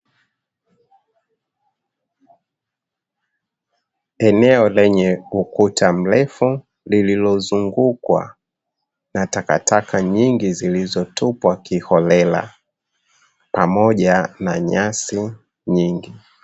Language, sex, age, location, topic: Swahili, male, 25-35, Dar es Salaam, government